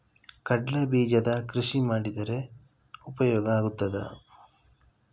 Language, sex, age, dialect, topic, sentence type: Kannada, male, 25-30, Coastal/Dakshin, agriculture, question